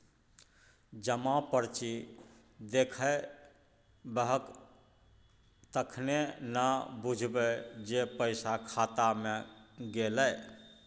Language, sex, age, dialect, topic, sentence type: Maithili, male, 46-50, Bajjika, banking, statement